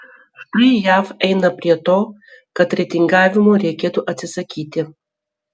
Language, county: Lithuanian, Vilnius